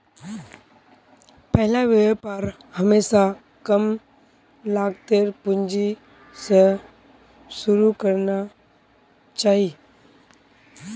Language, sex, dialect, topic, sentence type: Magahi, female, Northeastern/Surjapuri, banking, statement